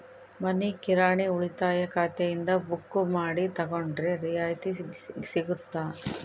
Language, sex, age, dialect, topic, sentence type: Kannada, female, 56-60, Central, banking, question